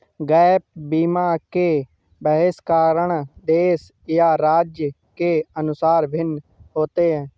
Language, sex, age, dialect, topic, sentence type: Hindi, male, 25-30, Awadhi Bundeli, banking, statement